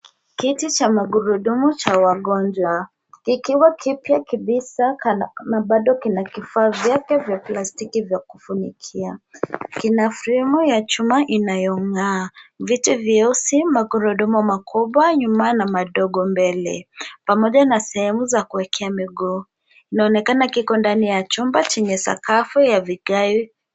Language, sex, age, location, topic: Swahili, female, 18-24, Nairobi, health